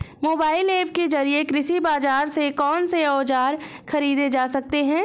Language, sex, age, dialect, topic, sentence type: Hindi, female, 25-30, Awadhi Bundeli, agriculture, question